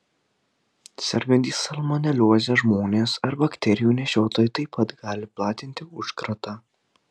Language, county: Lithuanian, Telšiai